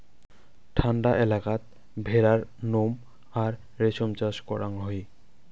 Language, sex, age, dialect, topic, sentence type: Bengali, male, 25-30, Rajbangshi, agriculture, statement